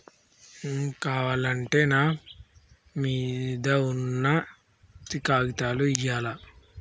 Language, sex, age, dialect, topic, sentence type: Telugu, male, 18-24, Telangana, banking, question